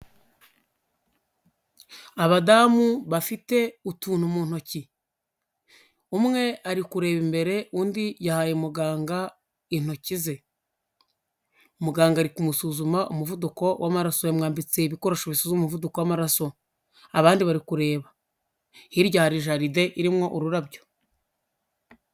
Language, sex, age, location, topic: Kinyarwanda, male, 25-35, Huye, health